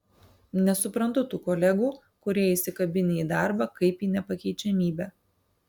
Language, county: Lithuanian, Alytus